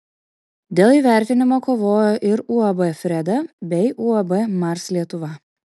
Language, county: Lithuanian, Kaunas